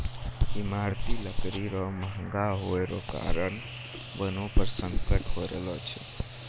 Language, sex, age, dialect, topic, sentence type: Maithili, male, 18-24, Angika, agriculture, statement